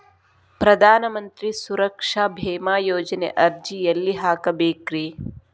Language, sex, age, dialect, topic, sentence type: Kannada, female, 36-40, Dharwad Kannada, banking, question